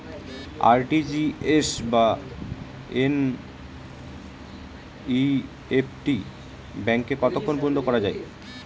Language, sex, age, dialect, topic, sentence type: Bengali, male, 18-24, Northern/Varendri, banking, question